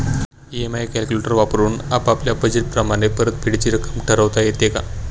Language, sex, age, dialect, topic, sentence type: Marathi, male, 18-24, Standard Marathi, banking, question